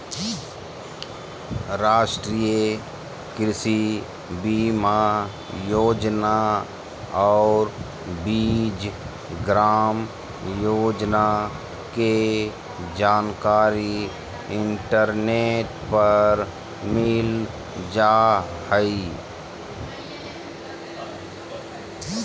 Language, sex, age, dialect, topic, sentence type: Magahi, male, 31-35, Southern, agriculture, statement